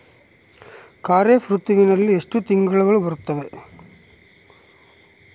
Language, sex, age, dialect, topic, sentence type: Kannada, male, 36-40, Central, agriculture, question